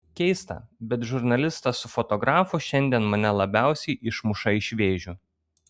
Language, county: Lithuanian, Kaunas